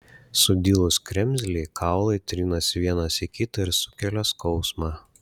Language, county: Lithuanian, Šiauliai